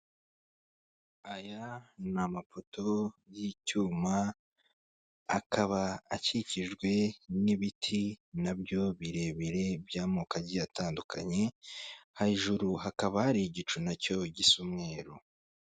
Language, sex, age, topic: Kinyarwanda, male, 25-35, government